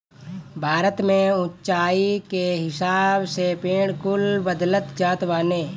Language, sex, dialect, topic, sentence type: Bhojpuri, male, Northern, agriculture, statement